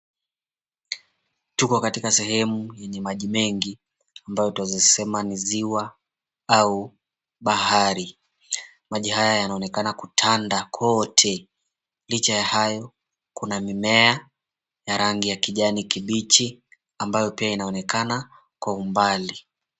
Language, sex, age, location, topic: Swahili, male, 25-35, Mombasa, government